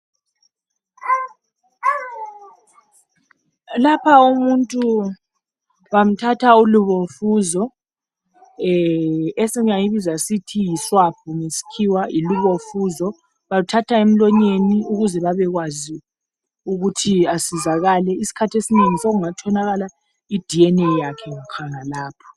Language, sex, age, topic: North Ndebele, female, 36-49, health